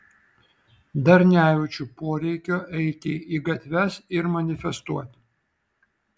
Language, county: Lithuanian, Vilnius